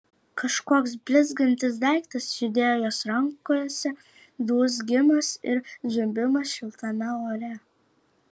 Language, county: Lithuanian, Vilnius